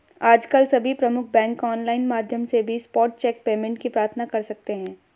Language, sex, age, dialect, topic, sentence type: Hindi, female, 18-24, Hindustani Malvi Khadi Boli, banking, statement